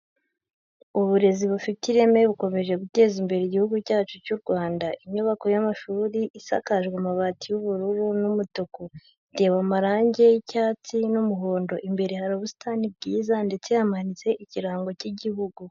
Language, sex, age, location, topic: Kinyarwanda, female, 50+, Nyagatare, education